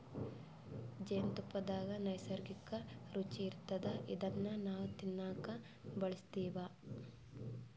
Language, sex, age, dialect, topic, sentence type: Kannada, female, 18-24, Northeastern, agriculture, statement